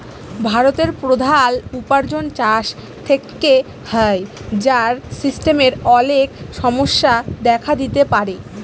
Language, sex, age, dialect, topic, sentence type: Bengali, female, 36-40, Jharkhandi, agriculture, statement